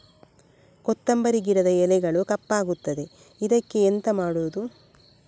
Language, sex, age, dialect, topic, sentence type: Kannada, female, 25-30, Coastal/Dakshin, agriculture, question